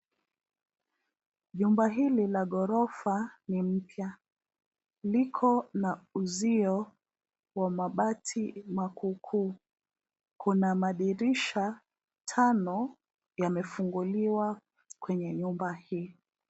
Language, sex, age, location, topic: Swahili, female, 25-35, Nairobi, finance